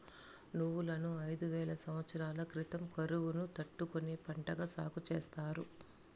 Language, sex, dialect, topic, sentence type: Telugu, female, Southern, agriculture, statement